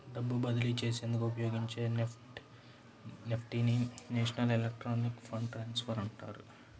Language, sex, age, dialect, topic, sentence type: Telugu, male, 18-24, Central/Coastal, banking, statement